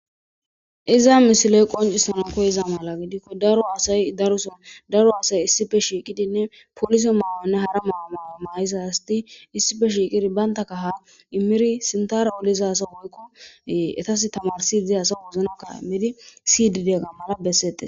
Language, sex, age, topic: Gamo, female, 25-35, government